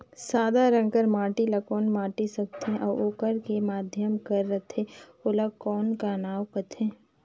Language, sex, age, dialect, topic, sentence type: Chhattisgarhi, female, 31-35, Northern/Bhandar, agriculture, question